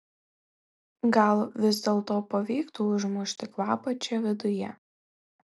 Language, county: Lithuanian, Marijampolė